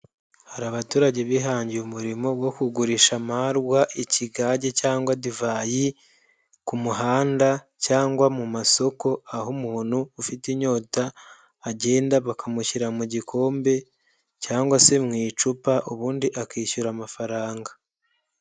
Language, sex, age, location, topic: Kinyarwanda, male, 18-24, Nyagatare, finance